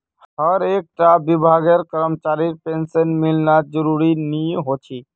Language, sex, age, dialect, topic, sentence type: Magahi, male, 60-100, Northeastern/Surjapuri, banking, statement